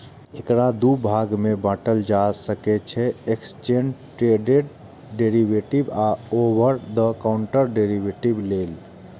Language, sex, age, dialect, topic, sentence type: Maithili, male, 25-30, Eastern / Thethi, banking, statement